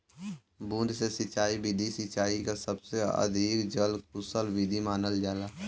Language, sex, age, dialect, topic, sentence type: Bhojpuri, male, <18, Western, agriculture, statement